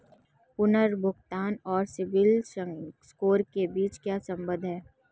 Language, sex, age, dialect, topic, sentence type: Hindi, female, 25-30, Marwari Dhudhari, banking, question